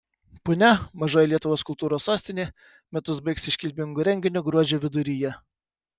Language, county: Lithuanian, Kaunas